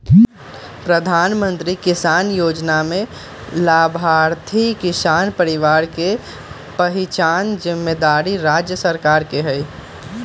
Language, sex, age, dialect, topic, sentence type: Magahi, male, 18-24, Western, agriculture, statement